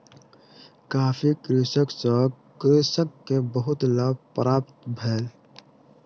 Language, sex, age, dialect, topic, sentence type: Maithili, male, 18-24, Southern/Standard, agriculture, statement